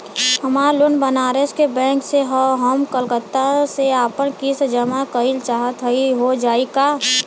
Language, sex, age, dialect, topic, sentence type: Bhojpuri, male, 18-24, Western, banking, question